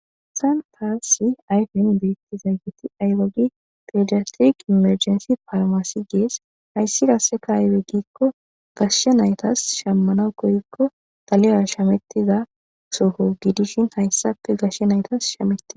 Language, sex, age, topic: Gamo, female, 18-24, government